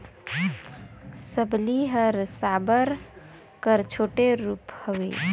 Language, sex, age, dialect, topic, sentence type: Chhattisgarhi, female, 25-30, Northern/Bhandar, agriculture, statement